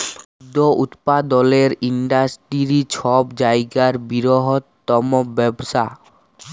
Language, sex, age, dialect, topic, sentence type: Bengali, male, 18-24, Jharkhandi, agriculture, statement